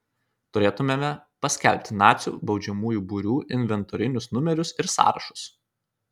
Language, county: Lithuanian, Kaunas